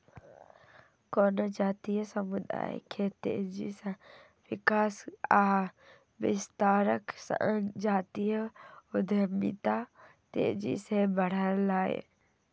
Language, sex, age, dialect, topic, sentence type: Maithili, female, 41-45, Eastern / Thethi, banking, statement